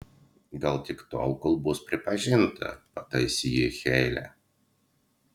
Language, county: Lithuanian, Utena